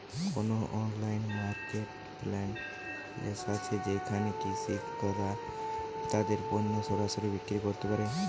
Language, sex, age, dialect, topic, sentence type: Bengali, male, 18-24, Western, agriculture, statement